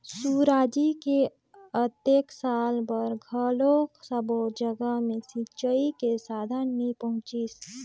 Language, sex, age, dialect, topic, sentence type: Chhattisgarhi, female, 18-24, Northern/Bhandar, agriculture, statement